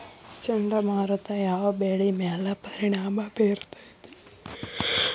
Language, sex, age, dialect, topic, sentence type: Kannada, female, 31-35, Dharwad Kannada, agriculture, question